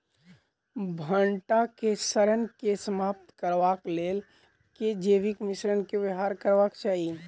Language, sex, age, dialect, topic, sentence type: Maithili, male, 18-24, Southern/Standard, agriculture, question